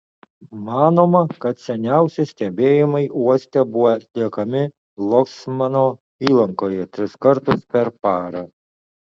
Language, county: Lithuanian, Utena